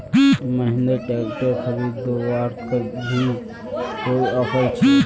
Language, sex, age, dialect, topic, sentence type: Magahi, male, 31-35, Northeastern/Surjapuri, agriculture, question